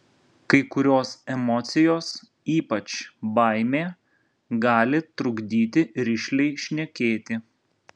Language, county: Lithuanian, Vilnius